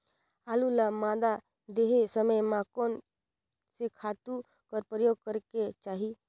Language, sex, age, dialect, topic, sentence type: Chhattisgarhi, female, 25-30, Northern/Bhandar, agriculture, question